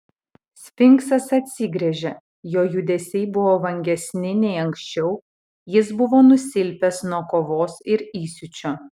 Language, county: Lithuanian, Utena